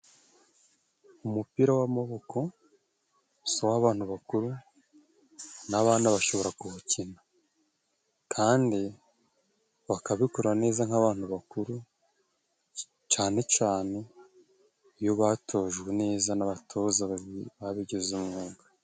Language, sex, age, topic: Kinyarwanda, male, 25-35, government